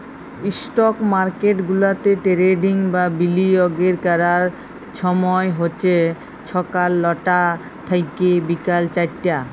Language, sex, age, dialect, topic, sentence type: Bengali, female, 31-35, Jharkhandi, banking, statement